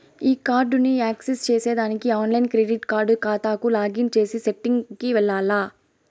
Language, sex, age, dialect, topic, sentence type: Telugu, female, 18-24, Southern, banking, statement